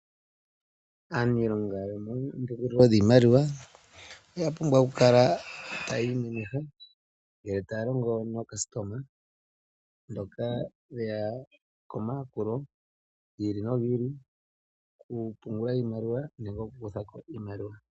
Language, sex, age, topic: Oshiwambo, male, 36-49, finance